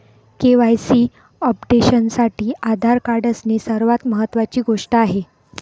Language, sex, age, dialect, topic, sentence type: Marathi, female, 56-60, Northern Konkan, banking, statement